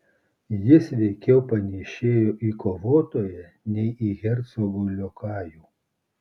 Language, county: Lithuanian, Kaunas